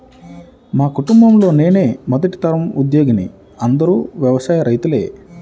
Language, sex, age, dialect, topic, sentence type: Telugu, male, 31-35, Central/Coastal, agriculture, statement